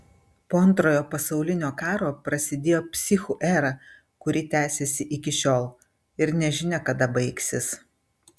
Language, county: Lithuanian, Vilnius